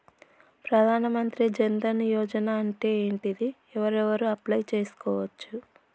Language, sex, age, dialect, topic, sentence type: Telugu, male, 31-35, Telangana, banking, question